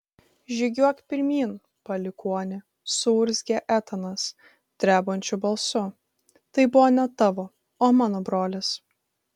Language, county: Lithuanian, Vilnius